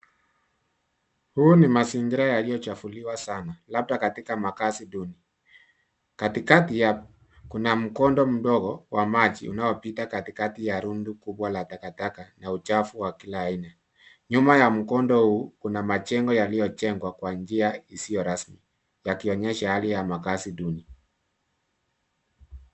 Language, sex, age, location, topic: Swahili, male, 50+, Nairobi, government